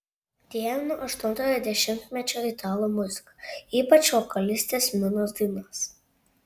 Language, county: Lithuanian, Šiauliai